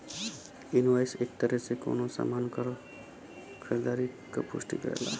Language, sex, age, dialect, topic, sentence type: Bhojpuri, male, 25-30, Western, banking, statement